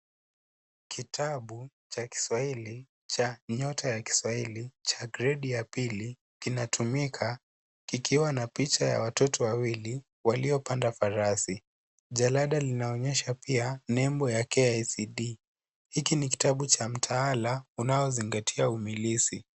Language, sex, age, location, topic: Swahili, male, 18-24, Kisii, education